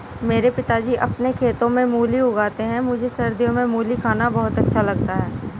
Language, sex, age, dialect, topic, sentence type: Hindi, female, 25-30, Hindustani Malvi Khadi Boli, agriculture, statement